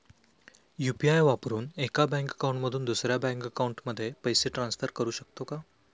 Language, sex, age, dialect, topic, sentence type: Marathi, male, 25-30, Standard Marathi, banking, question